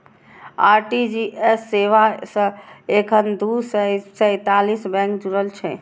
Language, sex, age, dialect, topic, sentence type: Maithili, female, 60-100, Eastern / Thethi, banking, statement